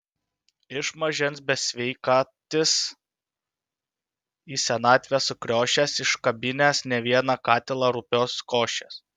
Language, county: Lithuanian, Utena